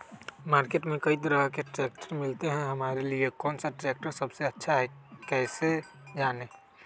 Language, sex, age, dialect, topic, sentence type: Magahi, male, 18-24, Western, agriculture, question